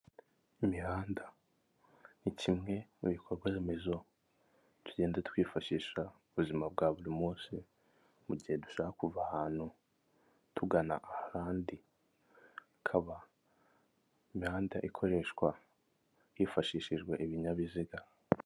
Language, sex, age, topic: Kinyarwanda, male, 25-35, government